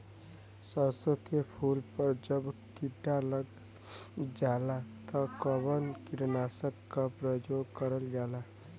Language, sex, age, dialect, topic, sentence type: Bhojpuri, male, <18, Western, agriculture, question